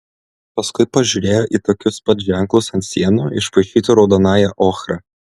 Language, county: Lithuanian, Klaipėda